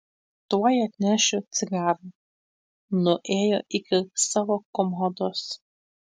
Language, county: Lithuanian, Tauragė